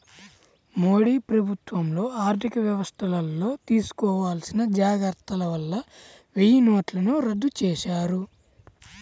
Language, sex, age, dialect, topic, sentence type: Telugu, male, 18-24, Central/Coastal, banking, statement